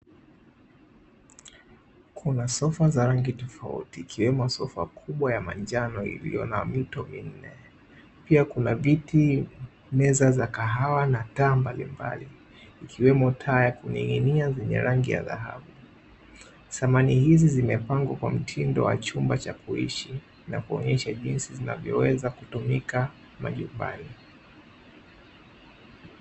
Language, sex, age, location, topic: Swahili, male, 18-24, Dar es Salaam, finance